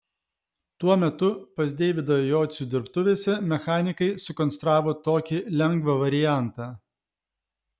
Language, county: Lithuanian, Vilnius